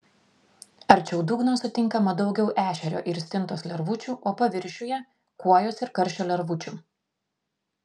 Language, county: Lithuanian, Vilnius